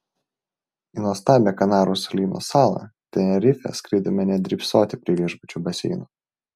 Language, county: Lithuanian, Vilnius